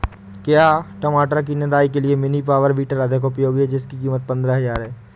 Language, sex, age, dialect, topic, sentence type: Hindi, male, 18-24, Awadhi Bundeli, agriculture, question